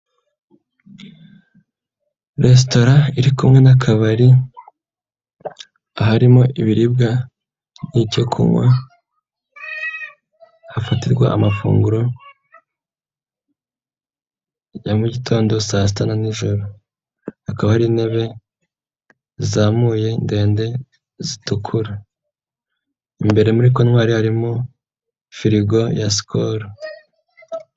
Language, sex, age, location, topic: Kinyarwanda, male, 25-35, Nyagatare, finance